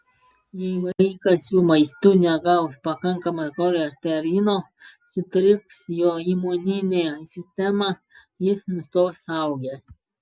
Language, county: Lithuanian, Klaipėda